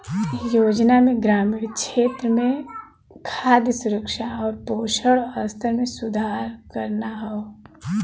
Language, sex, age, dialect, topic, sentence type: Bhojpuri, male, 18-24, Western, banking, statement